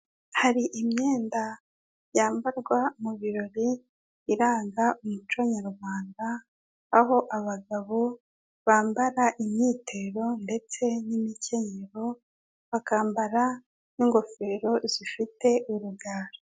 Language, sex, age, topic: Kinyarwanda, female, 50+, health